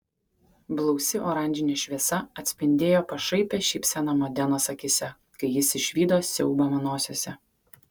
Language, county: Lithuanian, Kaunas